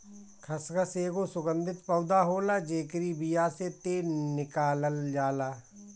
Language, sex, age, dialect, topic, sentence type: Bhojpuri, male, 41-45, Northern, agriculture, statement